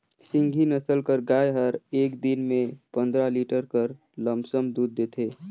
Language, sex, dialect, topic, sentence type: Chhattisgarhi, male, Northern/Bhandar, agriculture, statement